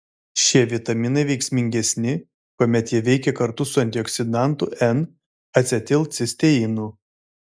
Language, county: Lithuanian, Vilnius